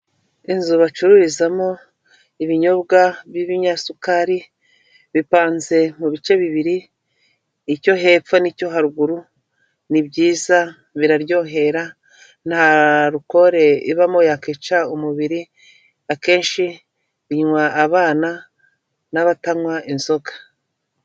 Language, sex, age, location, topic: Kinyarwanda, female, 36-49, Kigali, finance